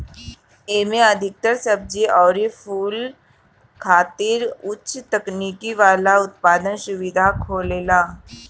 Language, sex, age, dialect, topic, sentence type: Bhojpuri, male, 31-35, Northern, agriculture, statement